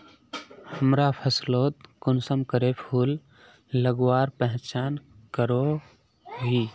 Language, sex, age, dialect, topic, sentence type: Magahi, male, 31-35, Northeastern/Surjapuri, agriculture, statement